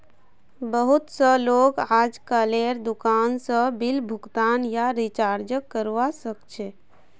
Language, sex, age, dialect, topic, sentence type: Magahi, female, 18-24, Northeastern/Surjapuri, banking, statement